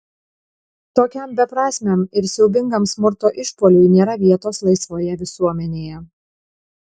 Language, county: Lithuanian, Panevėžys